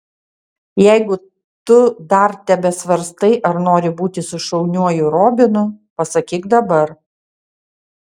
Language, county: Lithuanian, Utena